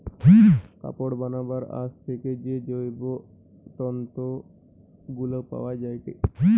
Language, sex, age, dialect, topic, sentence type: Bengali, male, 18-24, Western, agriculture, statement